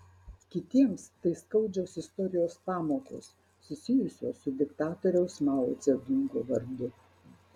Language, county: Lithuanian, Marijampolė